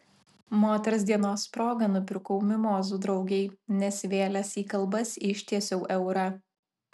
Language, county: Lithuanian, Alytus